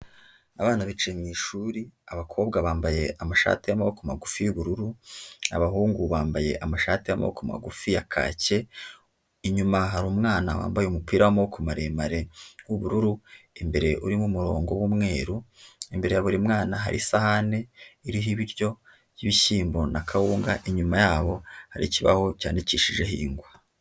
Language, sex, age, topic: Kinyarwanda, male, 25-35, health